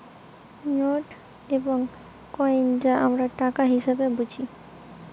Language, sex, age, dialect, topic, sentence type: Bengali, female, 18-24, Western, banking, statement